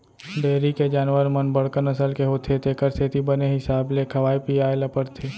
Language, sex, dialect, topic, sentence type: Chhattisgarhi, male, Central, agriculture, statement